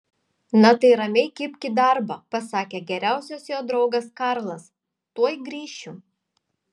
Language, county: Lithuanian, Vilnius